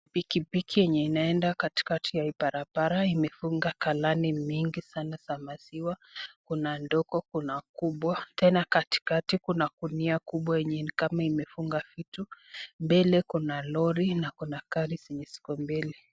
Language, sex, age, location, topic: Swahili, female, 25-35, Nakuru, agriculture